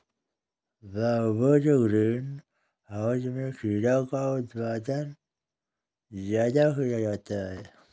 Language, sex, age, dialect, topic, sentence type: Hindi, male, 60-100, Kanauji Braj Bhasha, agriculture, statement